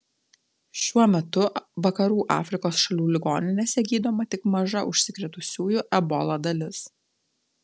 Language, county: Lithuanian, Telšiai